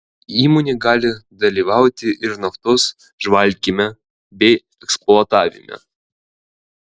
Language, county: Lithuanian, Vilnius